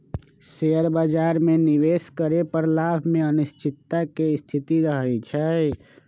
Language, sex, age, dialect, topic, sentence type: Magahi, male, 25-30, Western, banking, statement